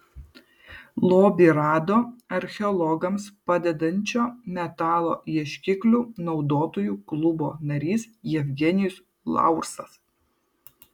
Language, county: Lithuanian, Kaunas